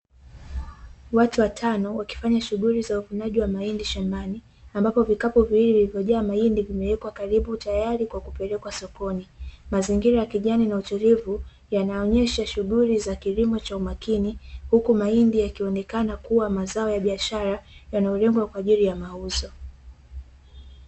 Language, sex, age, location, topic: Swahili, female, 18-24, Dar es Salaam, agriculture